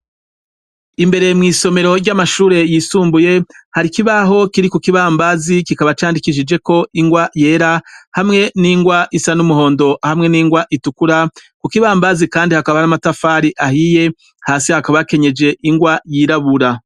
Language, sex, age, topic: Rundi, female, 25-35, education